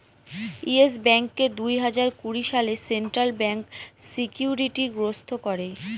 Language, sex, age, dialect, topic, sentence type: Bengali, female, 18-24, Northern/Varendri, banking, statement